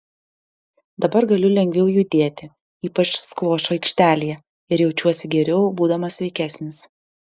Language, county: Lithuanian, Panevėžys